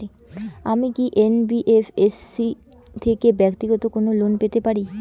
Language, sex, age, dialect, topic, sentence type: Bengali, female, 18-24, Rajbangshi, banking, question